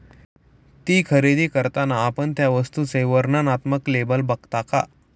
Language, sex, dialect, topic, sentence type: Marathi, male, Standard Marathi, banking, statement